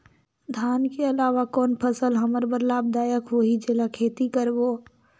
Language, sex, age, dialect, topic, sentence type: Chhattisgarhi, female, 41-45, Northern/Bhandar, agriculture, question